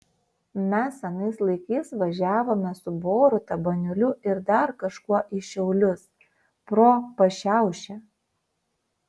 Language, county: Lithuanian, Vilnius